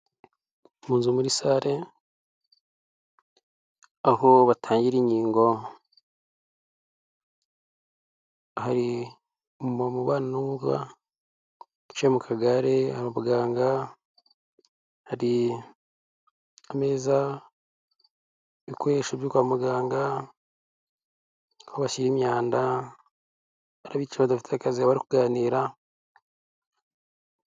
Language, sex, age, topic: Kinyarwanda, male, 18-24, health